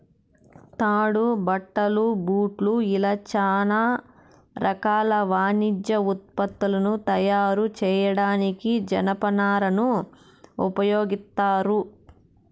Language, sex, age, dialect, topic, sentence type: Telugu, female, 31-35, Southern, agriculture, statement